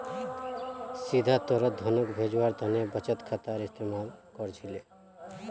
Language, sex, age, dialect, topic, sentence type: Magahi, male, 31-35, Northeastern/Surjapuri, banking, statement